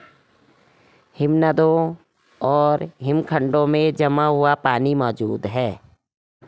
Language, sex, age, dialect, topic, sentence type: Hindi, female, 56-60, Garhwali, agriculture, statement